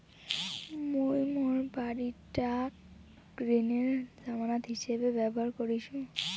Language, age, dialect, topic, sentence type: Bengali, <18, Rajbangshi, banking, statement